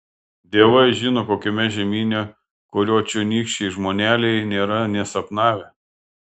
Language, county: Lithuanian, Klaipėda